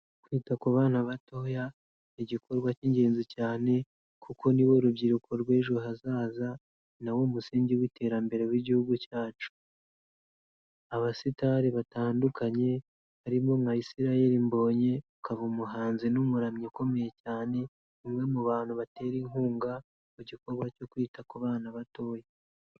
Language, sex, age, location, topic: Kinyarwanda, male, 18-24, Kigali, health